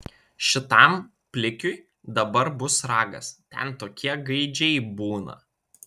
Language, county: Lithuanian, Vilnius